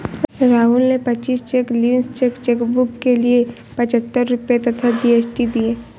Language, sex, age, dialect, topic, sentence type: Hindi, female, 18-24, Awadhi Bundeli, banking, statement